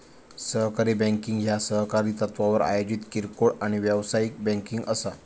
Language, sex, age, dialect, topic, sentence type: Marathi, male, 18-24, Southern Konkan, banking, statement